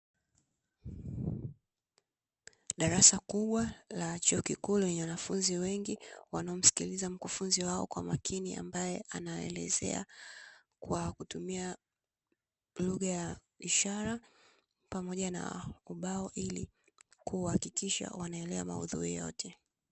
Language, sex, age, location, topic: Swahili, female, 18-24, Dar es Salaam, education